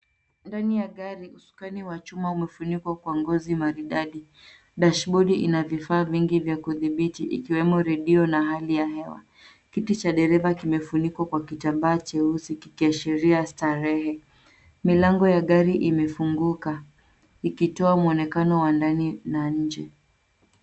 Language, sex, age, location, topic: Swahili, female, 18-24, Nairobi, finance